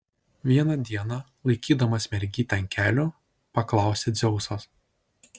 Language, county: Lithuanian, Šiauliai